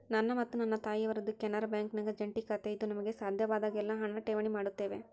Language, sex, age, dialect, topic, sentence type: Kannada, female, 51-55, Central, banking, statement